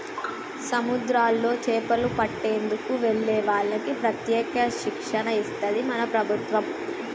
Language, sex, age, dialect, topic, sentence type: Telugu, female, 18-24, Telangana, agriculture, statement